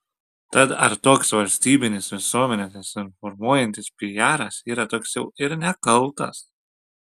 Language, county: Lithuanian, Šiauliai